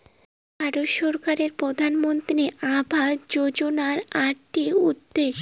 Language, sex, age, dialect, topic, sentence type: Bengali, female, <18, Rajbangshi, banking, statement